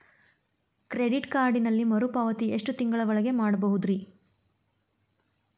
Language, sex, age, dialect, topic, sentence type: Kannada, female, 41-45, Dharwad Kannada, banking, question